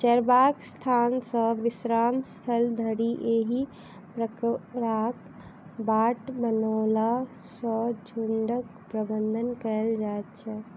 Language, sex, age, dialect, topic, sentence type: Maithili, female, 18-24, Southern/Standard, agriculture, statement